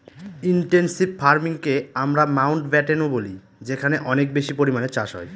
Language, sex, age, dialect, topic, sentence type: Bengali, male, 36-40, Northern/Varendri, agriculture, statement